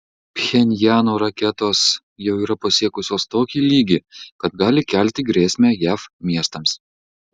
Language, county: Lithuanian, Marijampolė